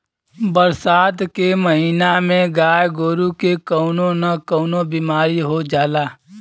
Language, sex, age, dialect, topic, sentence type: Bhojpuri, male, 25-30, Western, agriculture, statement